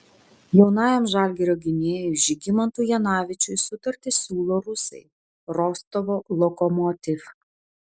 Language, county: Lithuanian, Vilnius